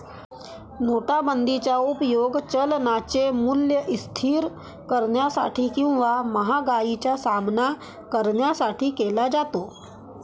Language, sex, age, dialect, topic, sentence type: Marathi, female, 41-45, Varhadi, banking, statement